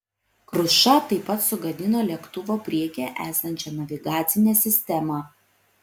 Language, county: Lithuanian, Vilnius